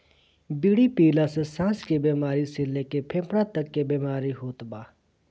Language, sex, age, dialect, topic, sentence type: Bhojpuri, male, 25-30, Northern, agriculture, statement